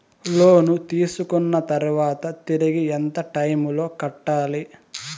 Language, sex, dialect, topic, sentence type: Telugu, male, Southern, banking, question